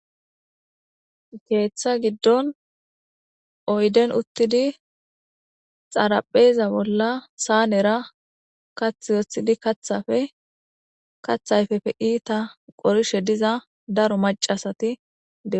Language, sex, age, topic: Gamo, female, 18-24, government